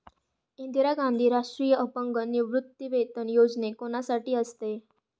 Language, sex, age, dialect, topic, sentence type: Marathi, female, 18-24, Standard Marathi, banking, question